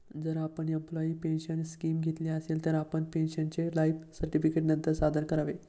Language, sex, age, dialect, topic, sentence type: Marathi, male, 18-24, Standard Marathi, banking, statement